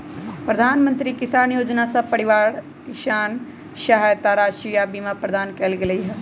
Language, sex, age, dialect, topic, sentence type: Magahi, female, 18-24, Western, agriculture, statement